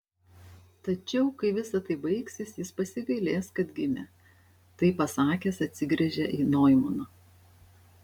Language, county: Lithuanian, Šiauliai